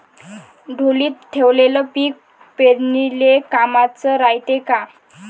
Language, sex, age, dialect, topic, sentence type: Marathi, female, 18-24, Varhadi, agriculture, question